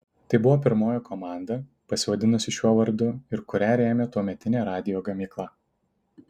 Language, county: Lithuanian, Tauragė